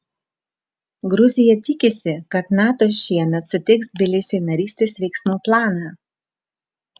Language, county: Lithuanian, Vilnius